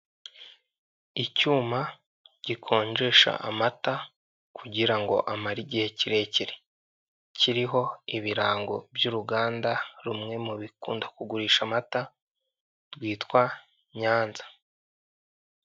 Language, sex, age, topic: Kinyarwanda, male, 18-24, finance